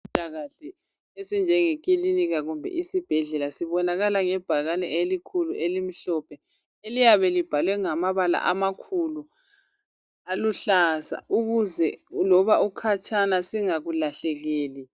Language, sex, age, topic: North Ndebele, female, 25-35, health